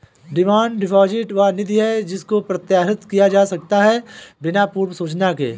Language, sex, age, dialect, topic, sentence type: Hindi, male, 25-30, Awadhi Bundeli, banking, statement